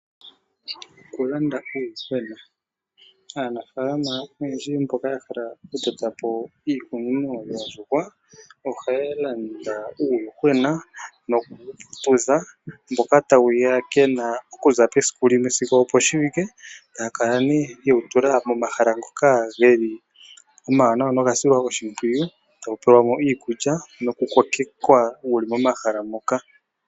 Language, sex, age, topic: Oshiwambo, male, 18-24, agriculture